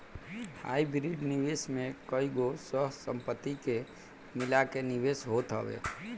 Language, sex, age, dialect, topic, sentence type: Bhojpuri, male, 18-24, Northern, banking, statement